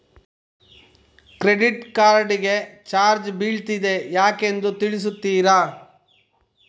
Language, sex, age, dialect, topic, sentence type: Kannada, male, 25-30, Coastal/Dakshin, banking, question